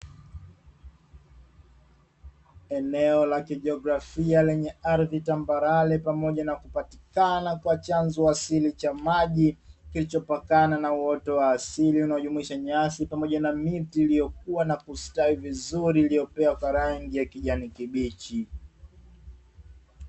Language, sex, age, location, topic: Swahili, male, 25-35, Dar es Salaam, agriculture